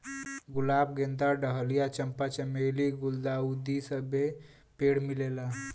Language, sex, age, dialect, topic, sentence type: Bhojpuri, male, 18-24, Western, agriculture, statement